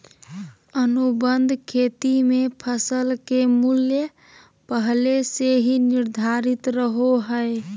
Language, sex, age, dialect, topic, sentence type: Magahi, male, 31-35, Southern, agriculture, statement